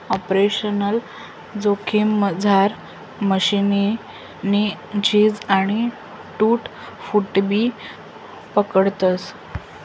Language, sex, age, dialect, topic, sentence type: Marathi, female, 25-30, Northern Konkan, banking, statement